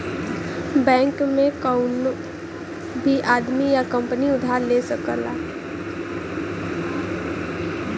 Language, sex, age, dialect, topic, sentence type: Bhojpuri, female, 18-24, Western, banking, statement